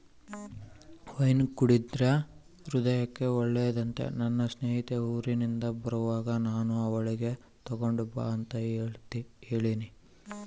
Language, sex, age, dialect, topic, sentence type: Kannada, male, 18-24, Central, agriculture, statement